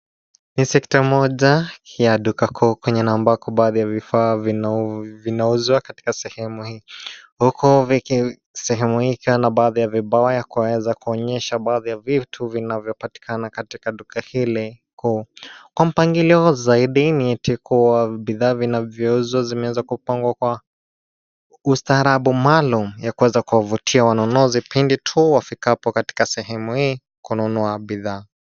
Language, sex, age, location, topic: Swahili, male, 25-35, Nairobi, finance